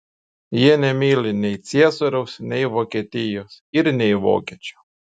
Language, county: Lithuanian, Šiauliai